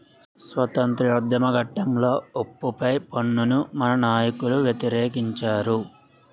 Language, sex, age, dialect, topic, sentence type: Telugu, male, 56-60, Utterandhra, banking, statement